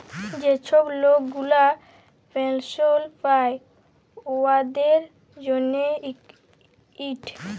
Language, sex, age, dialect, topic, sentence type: Bengali, female, <18, Jharkhandi, banking, statement